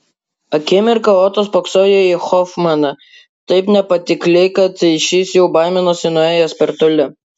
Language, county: Lithuanian, Klaipėda